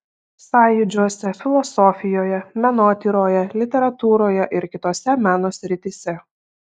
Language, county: Lithuanian, Šiauliai